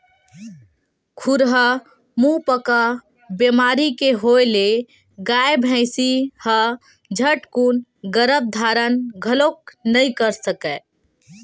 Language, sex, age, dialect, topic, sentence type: Chhattisgarhi, female, 18-24, Western/Budati/Khatahi, agriculture, statement